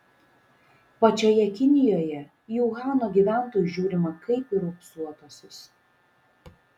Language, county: Lithuanian, Šiauliai